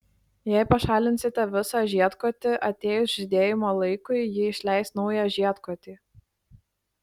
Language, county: Lithuanian, Klaipėda